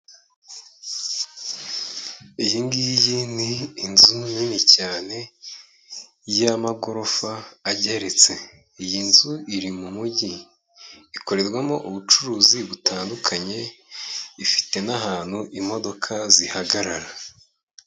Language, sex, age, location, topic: Kinyarwanda, male, 25-35, Kigali, government